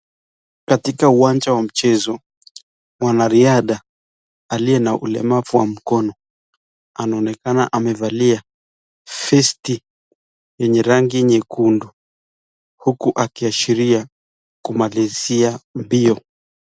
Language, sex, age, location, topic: Swahili, male, 25-35, Nakuru, education